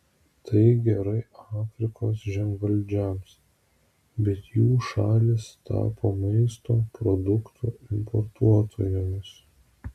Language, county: Lithuanian, Vilnius